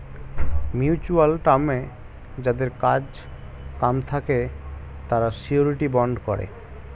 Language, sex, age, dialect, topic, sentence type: Bengali, male, 18-24, Standard Colloquial, banking, statement